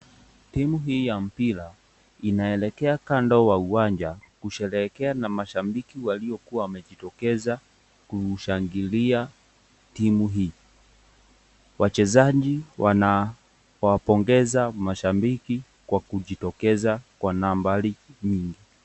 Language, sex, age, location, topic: Swahili, male, 18-24, Nakuru, government